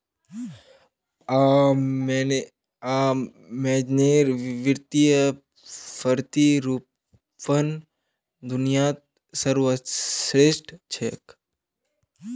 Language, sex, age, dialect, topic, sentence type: Magahi, male, 41-45, Northeastern/Surjapuri, banking, statement